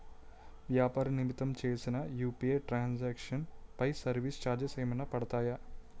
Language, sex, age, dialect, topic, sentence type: Telugu, male, 18-24, Utterandhra, banking, question